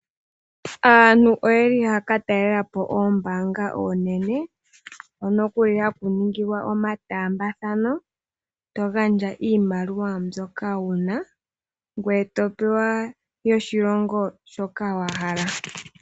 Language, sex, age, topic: Oshiwambo, female, 18-24, finance